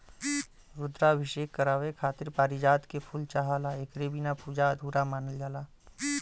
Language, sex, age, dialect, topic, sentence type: Bhojpuri, male, 31-35, Western, agriculture, statement